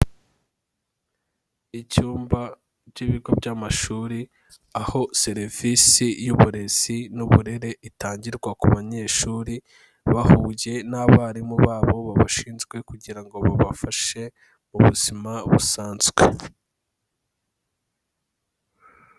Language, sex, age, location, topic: Kinyarwanda, male, 18-24, Kigali, education